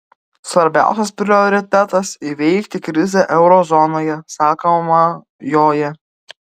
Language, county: Lithuanian, Vilnius